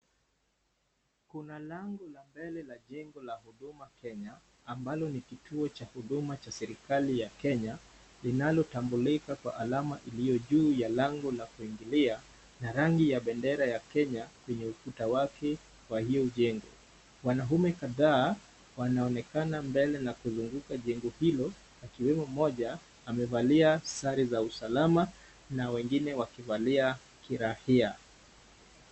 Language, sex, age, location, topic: Swahili, male, 25-35, Kisumu, government